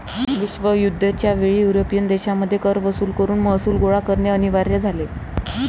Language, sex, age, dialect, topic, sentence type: Marathi, female, 25-30, Varhadi, banking, statement